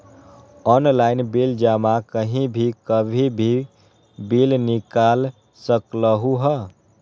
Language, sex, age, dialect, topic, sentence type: Magahi, male, 18-24, Western, banking, question